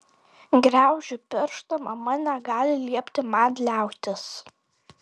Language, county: Lithuanian, Tauragė